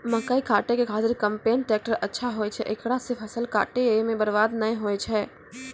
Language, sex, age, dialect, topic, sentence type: Maithili, female, 18-24, Angika, agriculture, question